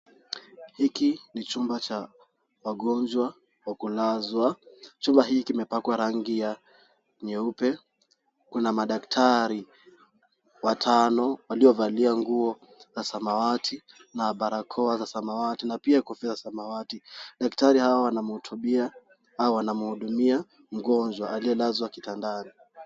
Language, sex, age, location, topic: Swahili, male, 18-24, Kisumu, health